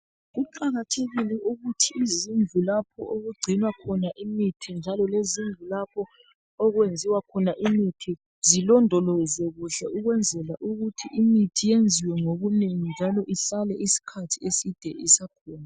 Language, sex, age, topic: North Ndebele, male, 36-49, health